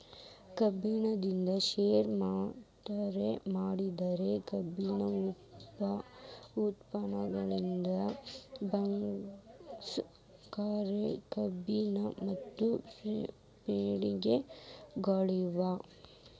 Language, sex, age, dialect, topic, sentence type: Kannada, female, 18-24, Dharwad Kannada, agriculture, statement